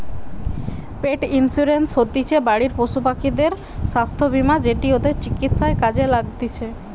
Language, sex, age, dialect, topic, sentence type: Bengali, female, 18-24, Western, banking, statement